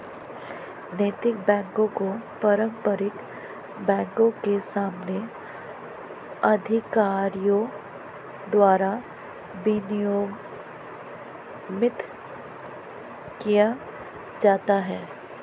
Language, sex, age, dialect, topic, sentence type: Hindi, female, 31-35, Marwari Dhudhari, banking, statement